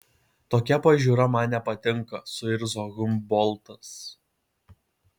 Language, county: Lithuanian, Kaunas